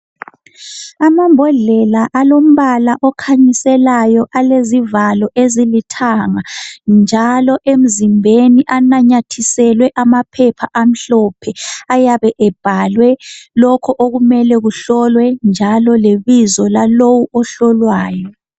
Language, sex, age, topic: North Ndebele, male, 25-35, health